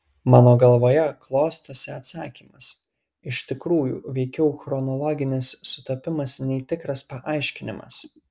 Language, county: Lithuanian, Kaunas